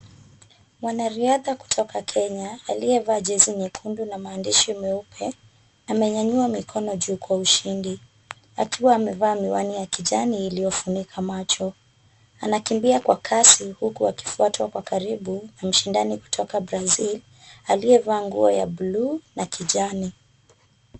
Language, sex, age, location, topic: Swahili, female, 25-35, Kisumu, education